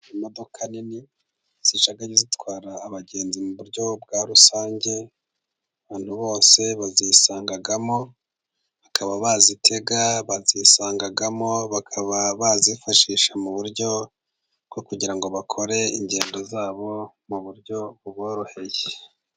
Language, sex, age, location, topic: Kinyarwanda, male, 50+, Musanze, government